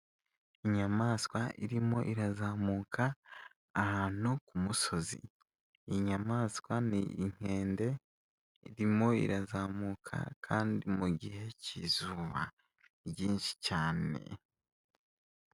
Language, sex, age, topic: Kinyarwanda, male, 18-24, agriculture